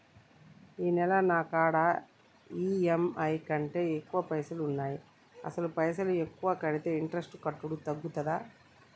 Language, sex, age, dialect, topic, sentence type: Telugu, male, 31-35, Telangana, banking, question